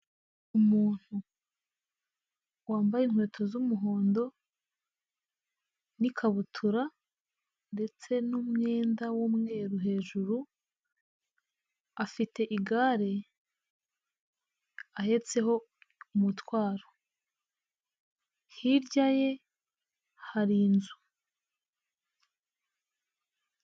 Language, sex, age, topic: Kinyarwanda, female, 18-24, government